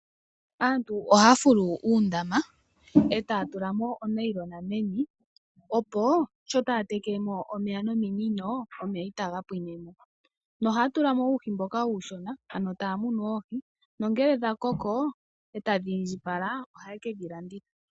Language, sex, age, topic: Oshiwambo, female, 25-35, agriculture